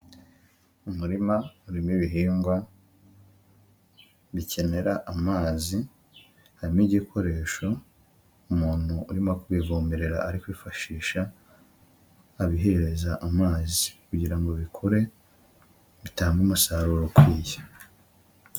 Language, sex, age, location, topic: Kinyarwanda, male, 25-35, Huye, agriculture